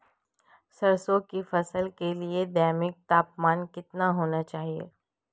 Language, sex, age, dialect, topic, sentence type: Hindi, female, 25-30, Marwari Dhudhari, agriculture, question